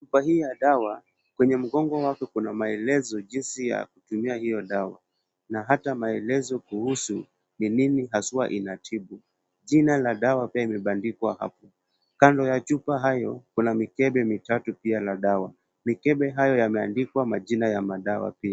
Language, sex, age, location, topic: Swahili, male, 18-24, Kisumu, health